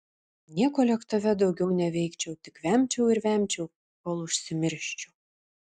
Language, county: Lithuanian, Šiauliai